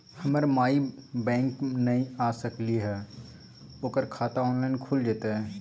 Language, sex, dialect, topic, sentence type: Magahi, male, Southern, banking, question